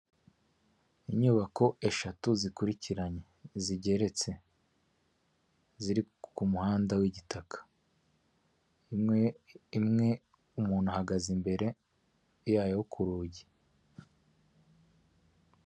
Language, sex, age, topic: Kinyarwanda, male, 36-49, government